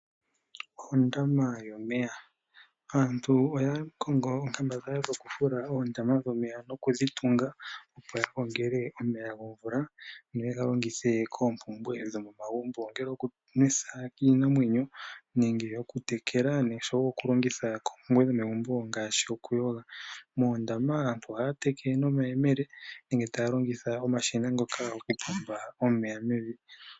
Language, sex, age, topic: Oshiwambo, male, 18-24, agriculture